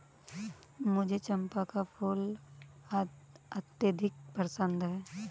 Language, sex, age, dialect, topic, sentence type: Hindi, female, 18-24, Awadhi Bundeli, agriculture, statement